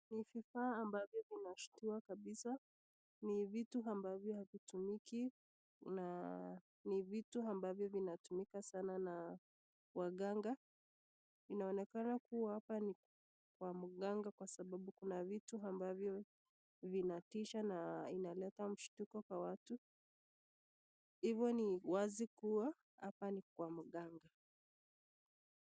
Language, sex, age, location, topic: Swahili, female, 25-35, Nakuru, health